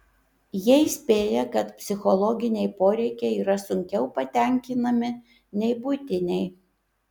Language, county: Lithuanian, Kaunas